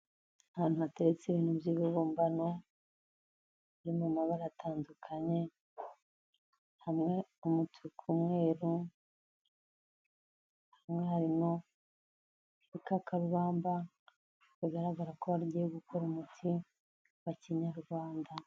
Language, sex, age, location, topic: Kinyarwanda, female, 50+, Kigali, health